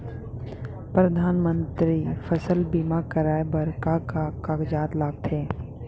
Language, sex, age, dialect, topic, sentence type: Chhattisgarhi, female, 25-30, Central, banking, question